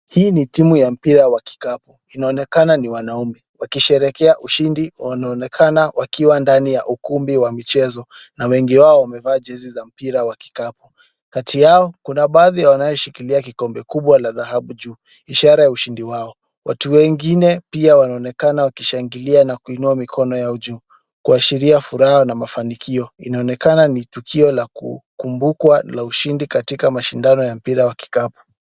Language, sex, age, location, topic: Swahili, male, 18-24, Kisumu, government